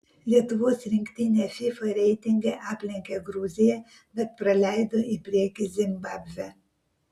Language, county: Lithuanian, Vilnius